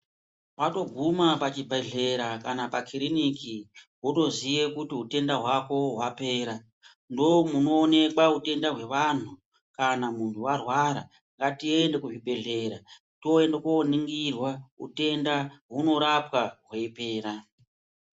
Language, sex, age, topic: Ndau, female, 36-49, health